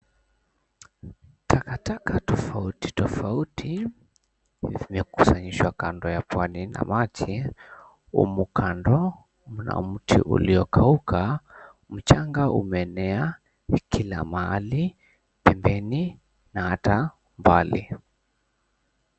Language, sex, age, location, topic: Swahili, male, 18-24, Mombasa, agriculture